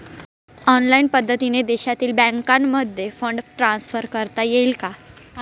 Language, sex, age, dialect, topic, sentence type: Marathi, female, 18-24, Northern Konkan, banking, question